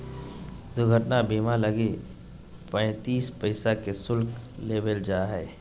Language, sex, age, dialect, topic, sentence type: Magahi, male, 18-24, Southern, banking, statement